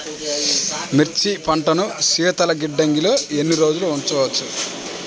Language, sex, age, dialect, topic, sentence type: Telugu, male, 25-30, Central/Coastal, agriculture, question